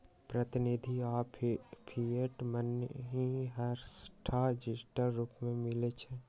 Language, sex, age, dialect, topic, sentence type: Magahi, male, 60-100, Western, banking, statement